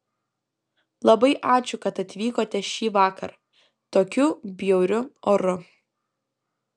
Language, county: Lithuanian, Kaunas